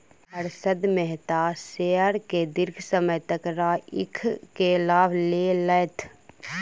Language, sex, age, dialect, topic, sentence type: Maithili, female, 18-24, Southern/Standard, banking, statement